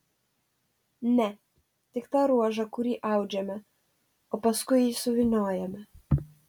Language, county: Lithuanian, Telšiai